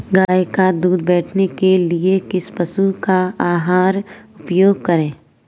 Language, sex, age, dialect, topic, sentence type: Hindi, female, 25-30, Kanauji Braj Bhasha, agriculture, question